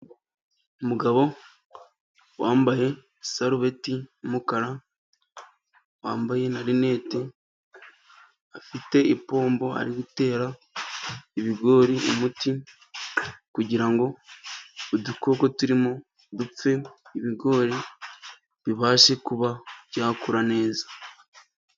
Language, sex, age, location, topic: Kinyarwanda, male, 25-35, Musanze, agriculture